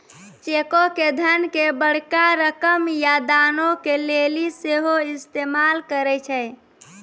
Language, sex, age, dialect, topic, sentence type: Maithili, female, 18-24, Angika, banking, statement